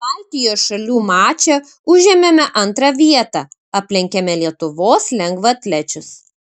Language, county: Lithuanian, Kaunas